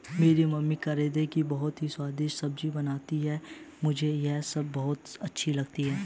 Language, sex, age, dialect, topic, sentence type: Hindi, male, 18-24, Hindustani Malvi Khadi Boli, agriculture, statement